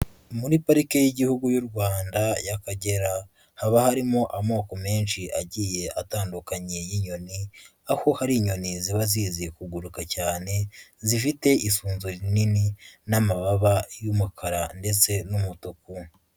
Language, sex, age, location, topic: Kinyarwanda, female, 18-24, Huye, agriculture